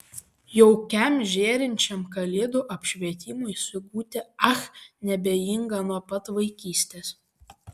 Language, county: Lithuanian, Panevėžys